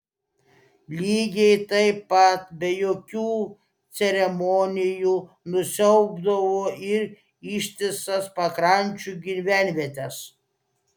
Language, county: Lithuanian, Klaipėda